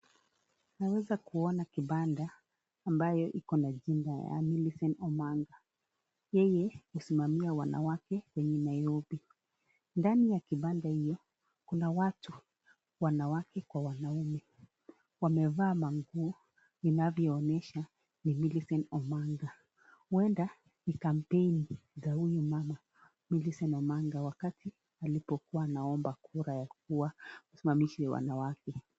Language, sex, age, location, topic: Swahili, female, 36-49, Nakuru, government